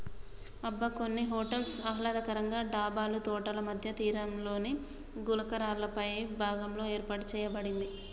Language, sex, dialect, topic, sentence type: Telugu, male, Telangana, agriculture, statement